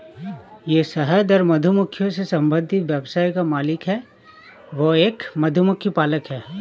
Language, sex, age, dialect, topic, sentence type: Hindi, male, 31-35, Awadhi Bundeli, agriculture, statement